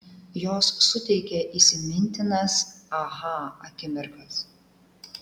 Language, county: Lithuanian, Klaipėda